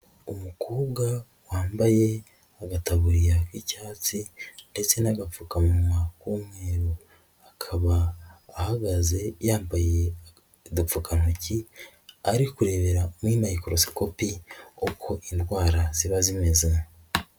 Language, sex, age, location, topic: Kinyarwanda, female, 25-35, Nyagatare, health